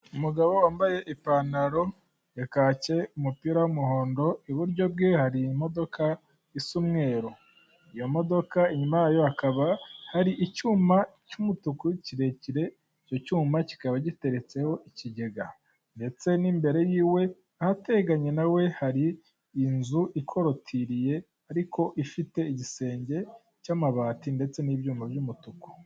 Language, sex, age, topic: Kinyarwanda, male, 18-24, government